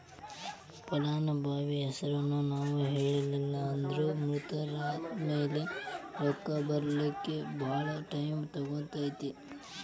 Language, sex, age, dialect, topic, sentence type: Kannada, male, 18-24, Dharwad Kannada, banking, statement